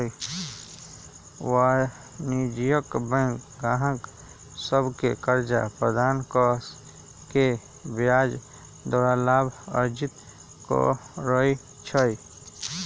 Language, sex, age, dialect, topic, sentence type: Magahi, male, 18-24, Western, banking, statement